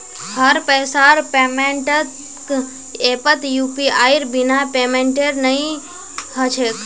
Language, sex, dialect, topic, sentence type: Magahi, female, Northeastern/Surjapuri, banking, statement